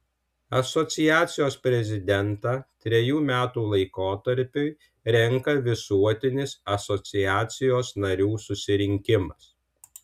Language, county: Lithuanian, Alytus